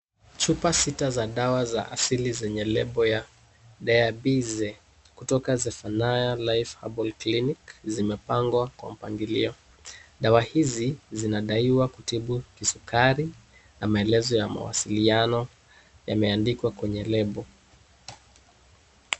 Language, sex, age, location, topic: Swahili, male, 36-49, Kisumu, health